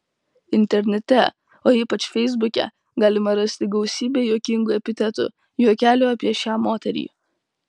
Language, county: Lithuanian, Kaunas